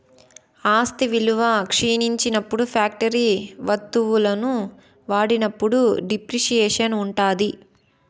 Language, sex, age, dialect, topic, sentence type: Telugu, female, 18-24, Southern, banking, statement